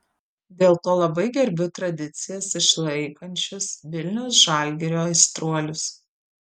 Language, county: Lithuanian, Vilnius